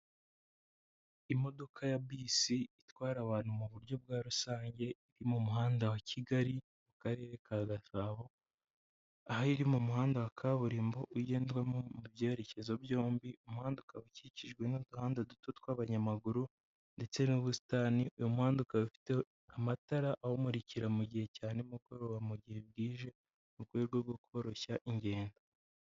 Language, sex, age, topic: Kinyarwanda, male, 25-35, government